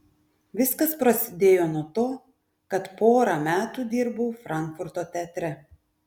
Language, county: Lithuanian, Klaipėda